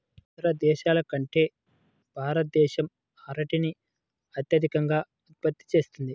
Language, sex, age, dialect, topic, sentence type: Telugu, male, 18-24, Central/Coastal, agriculture, statement